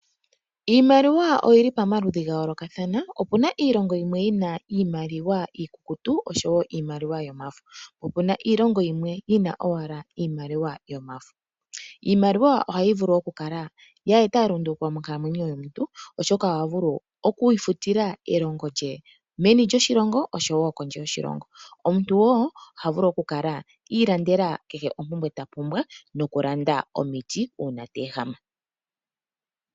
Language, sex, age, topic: Oshiwambo, female, 25-35, finance